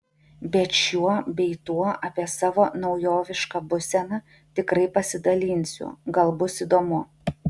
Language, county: Lithuanian, Klaipėda